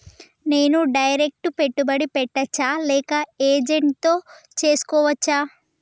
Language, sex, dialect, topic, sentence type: Telugu, female, Telangana, banking, question